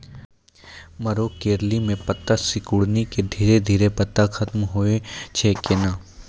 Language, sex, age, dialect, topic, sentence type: Maithili, male, 18-24, Angika, agriculture, question